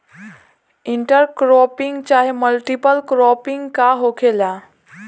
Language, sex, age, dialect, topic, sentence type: Bhojpuri, female, 18-24, Southern / Standard, agriculture, question